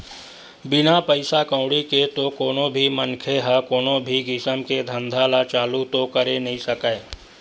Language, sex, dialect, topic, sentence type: Chhattisgarhi, male, Western/Budati/Khatahi, banking, statement